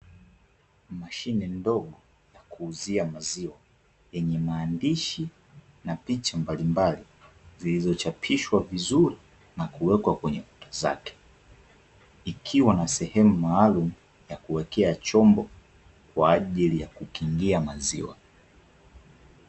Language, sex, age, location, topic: Swahili, male, 25-35, Dar es Salaam, finance